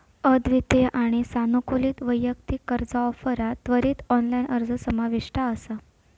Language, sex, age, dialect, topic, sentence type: Marathi, female, 18-24, Southern Konkan, banking, statement